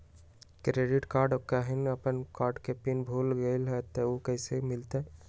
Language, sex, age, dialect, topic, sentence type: Magahi, male, 18-24, Western, banking, question